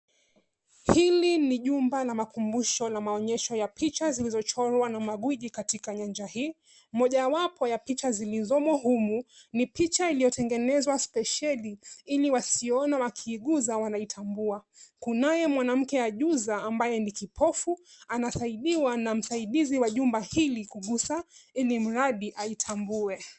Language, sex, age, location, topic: Swahili, female, 25-35, Nairobi, education